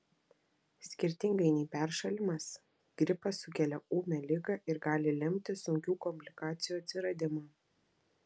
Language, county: Lithuanian, Vilnius